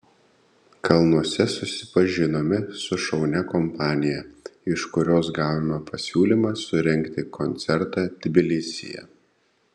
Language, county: Lithuanian, Panevėžys